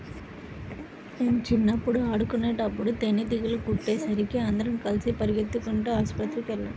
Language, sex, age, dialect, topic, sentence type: Telugu, female, 25-30, Central/Coastal, agriculture, statement